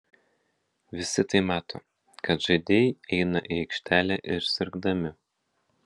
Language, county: Lithuanian, Panevėžys